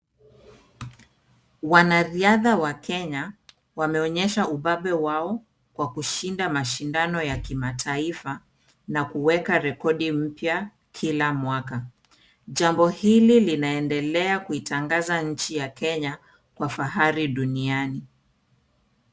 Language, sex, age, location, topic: Swahili, female, 36-49, Kisumu, education